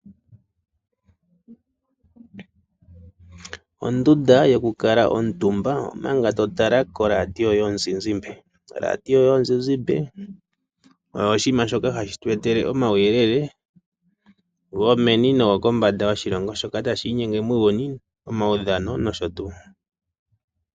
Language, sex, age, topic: Oshiwambo, male, 36-49, finance